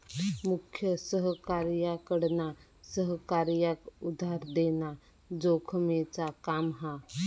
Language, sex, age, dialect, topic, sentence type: Marathi, male, 31-35, Southern Konkan, banking, statement